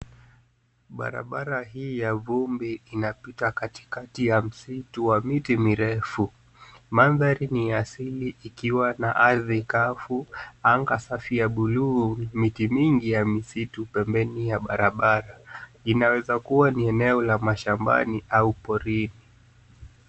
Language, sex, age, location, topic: Swahili, male, 25-35, Nairobi, health